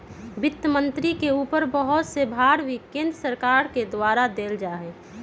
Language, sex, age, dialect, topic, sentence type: Magahi, female, 31-35, Western, banking, statement